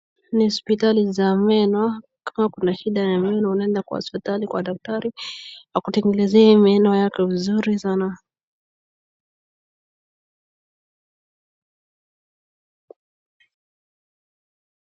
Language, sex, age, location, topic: Swahili, female, 25-35, Wajir, health